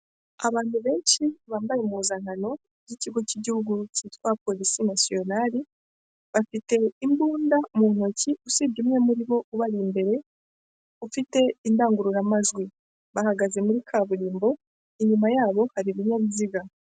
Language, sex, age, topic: Kinyarwanda, female, 25-35, government